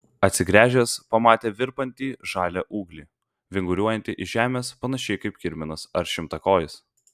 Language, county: Lithuanian, Vilnius